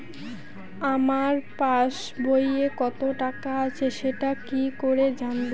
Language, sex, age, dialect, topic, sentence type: Bengali, female, 18-24, Rajbangshi, banking, question